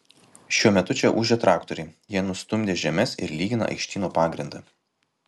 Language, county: Lithuanian, Kaunas